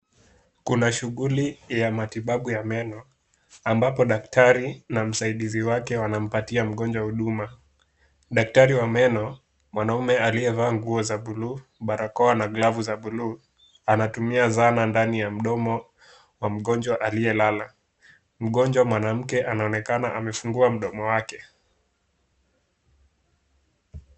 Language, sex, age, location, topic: Swahili, male, 18-24, Kisumu, health